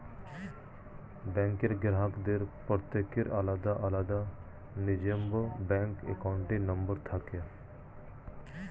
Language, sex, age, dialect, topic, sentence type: Bengali, male, 36-40, Standard Colloquial, banking, statement